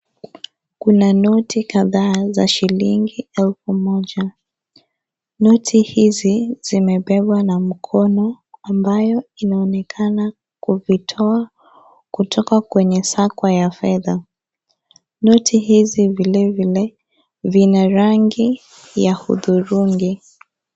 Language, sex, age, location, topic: Swahili, female, 25-35, Kisii, finance